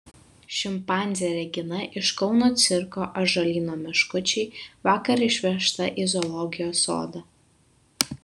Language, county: Lithuanian, Vilnius